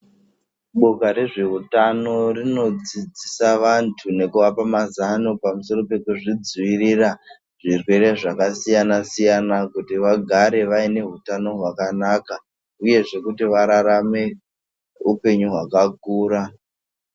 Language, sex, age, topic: Ndau, male, 18-24, health